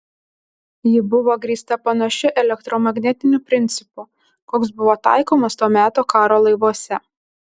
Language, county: Lithuanian, Alytus